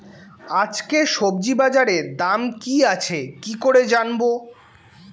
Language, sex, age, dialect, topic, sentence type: Bengali, male, 18-24, Standard Colloquial, agriculture, question